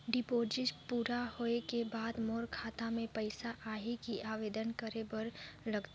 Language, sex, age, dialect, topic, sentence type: Chhattisgarhi, female, 18-24, Northern/Bhandar, banking, question